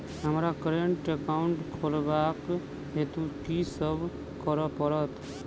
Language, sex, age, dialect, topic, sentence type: Maithili, male, 25-30, Southern/Standard, banking, question